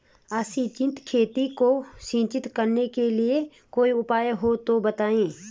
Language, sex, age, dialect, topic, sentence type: Hindi, female, 36-40, Garhwali, agriculture, question